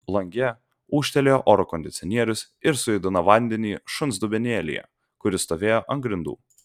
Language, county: Lithuanian, Vilnius